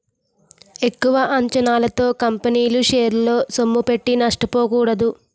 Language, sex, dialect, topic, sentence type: Telugu, female, Utterandhra, banking, statement